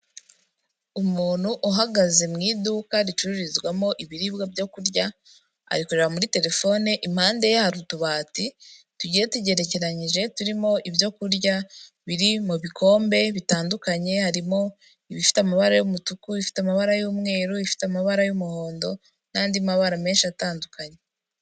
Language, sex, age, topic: Kinyarwanda, female, 25-35, finance